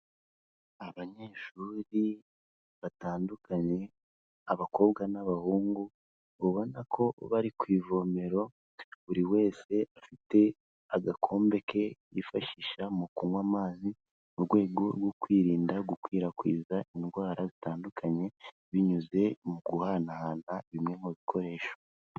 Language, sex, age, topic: Kinyarwanda, female, 18-24, health